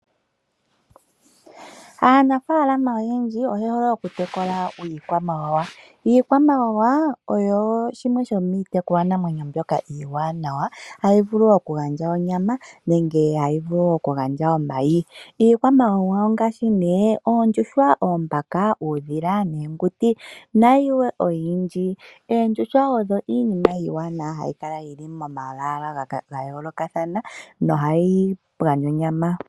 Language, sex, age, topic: Oshiwambo, female, 25-35, agriculture